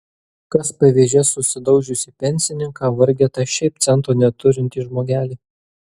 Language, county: Lithuanian, Kaunas